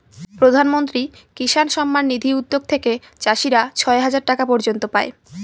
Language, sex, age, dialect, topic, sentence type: Bengali, female, 18-24, Northern/Varendri, agriculture, statement